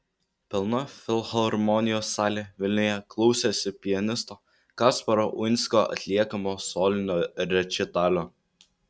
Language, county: Lithuanian, Vilnius